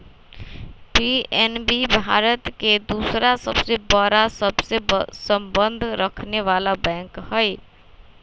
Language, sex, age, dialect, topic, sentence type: Magahi, female, 18-24, Western, banking, statement